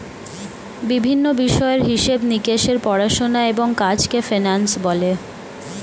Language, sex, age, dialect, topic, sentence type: Bengali, female, 18-24, Standard Colloquial, banking, statement